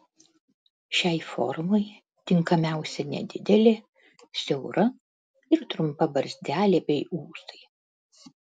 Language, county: Lithuanian, Panevėžys